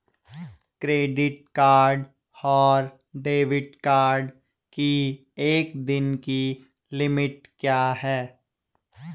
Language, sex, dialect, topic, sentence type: Hindi, male, Garhwali, banking, question